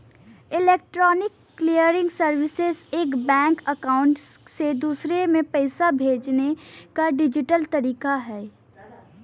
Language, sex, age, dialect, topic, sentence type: Bhojpuri, female, 18-24, Western, banking, statement